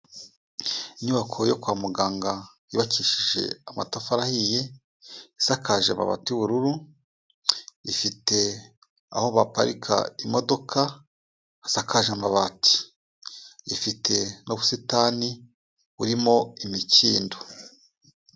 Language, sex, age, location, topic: Kinyarwanda, male, 36-49, Kigali, health